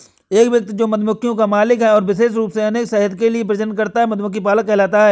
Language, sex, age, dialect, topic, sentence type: Hindi, male, 25-30, Awadhi Bundeli, agriculture, statement